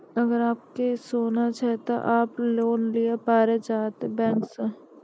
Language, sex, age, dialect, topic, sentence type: Maithili, female, 25-30, Angika, banking, question